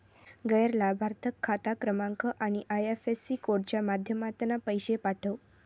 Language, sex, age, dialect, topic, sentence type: Marathi, female, 46-50, Southern Konkan, banking, statement